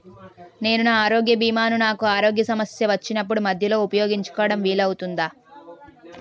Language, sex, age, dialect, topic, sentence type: Telugu, female, 18-24, Utterandhra, banking, question